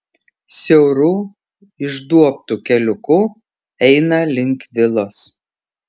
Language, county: Lithuanian, Šiauliai